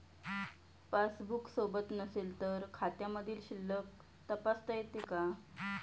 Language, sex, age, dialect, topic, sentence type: Marathi, female, 31-35, Standard Marathi, banking, question